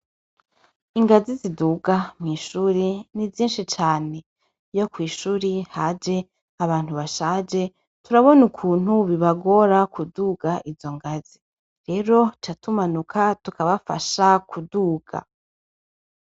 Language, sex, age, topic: Rundi, female, 25-35, education